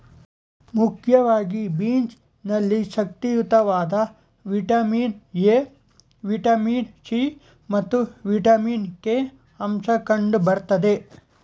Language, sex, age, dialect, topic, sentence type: Kannada, male, 18-24, Mysore Kannada, agriculture, statement